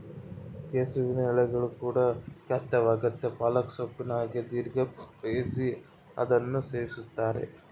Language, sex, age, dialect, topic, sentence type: Kannada, male, 25-30, Central, agriculture, statement